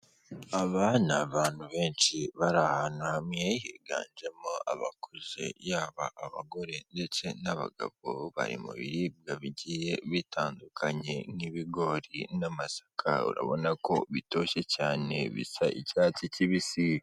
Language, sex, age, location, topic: Kinyarwanda, male, 25-35, Kigali, health